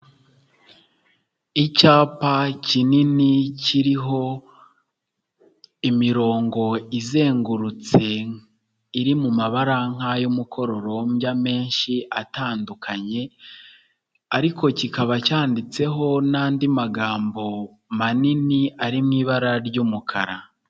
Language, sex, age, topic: Kinyarwanda, male, 25-35, health